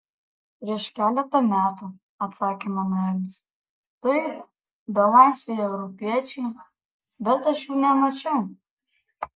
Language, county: Lithuanian, Kaunas